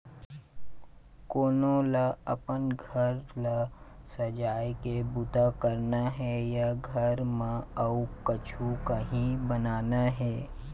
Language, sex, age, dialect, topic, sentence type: Chhattisgarhi, male, 51-55, Eastern, banking, statement